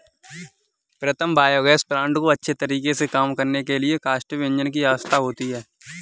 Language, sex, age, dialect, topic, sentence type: Hindi, male, 18-24, Kanauji Braj Bhasha, agriculture, statement